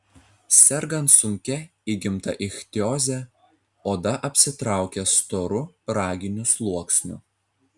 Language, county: Lithuanian, Telšiai